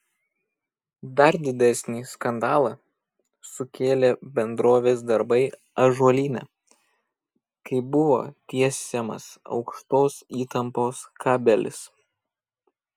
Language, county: Lithuanian, Kaunas